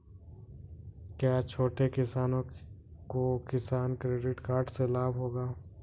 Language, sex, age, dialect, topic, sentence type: Hindi, male, 46-50, Kanauji Braj Bhasha, agriculture, question